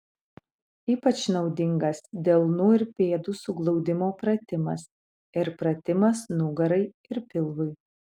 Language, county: Lithuanian, Utena